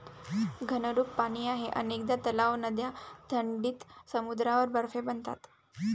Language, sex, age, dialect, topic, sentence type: Marathi, female, 18-24, Varhadi, agriculture, statement